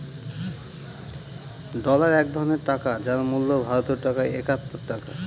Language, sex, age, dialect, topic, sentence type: Bengali, male, 36-40, Northern/Varendri, banking, statement